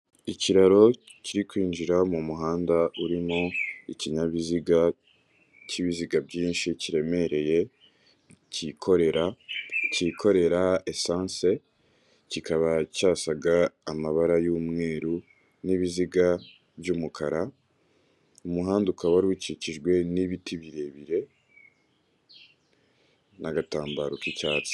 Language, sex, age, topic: Kinyarwanda, male, 18-24, government